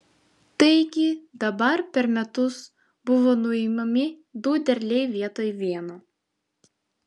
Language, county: Lithuanian, Vilnius